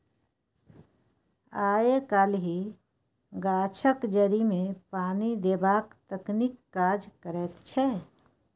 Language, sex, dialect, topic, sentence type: Maithili, female, Bajjika, agriculture, statement